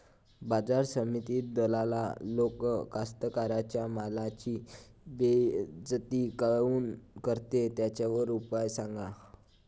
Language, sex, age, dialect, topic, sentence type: Marathi, male, 25-30, Varhadi, agriculture, question